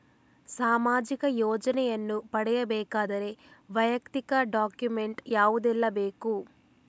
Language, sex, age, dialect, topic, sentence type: Kannada, female, 36-40, Coastal/Dakshin, banking, question